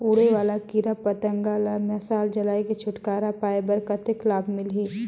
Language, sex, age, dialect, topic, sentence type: Chhattisgarhi, female, 25-30, Northern/Bhandar, agriculture, question